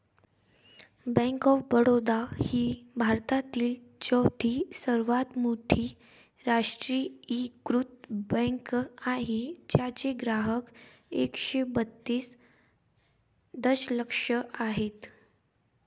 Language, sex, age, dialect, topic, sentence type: Marathi, female, 18-24, Varhadi, banking, statement